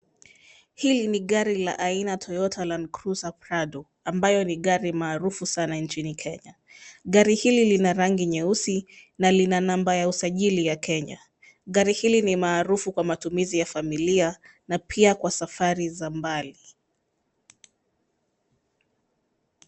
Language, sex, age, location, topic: Swahili, female, 25-35, Nairobi, finance